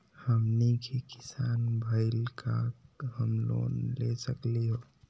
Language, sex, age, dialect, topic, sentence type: Magahi, male, 18-24, Southern, banking, question